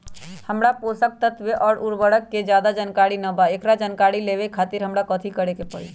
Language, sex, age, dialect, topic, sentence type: Magahi, female, 41-45, Western, agriculture, question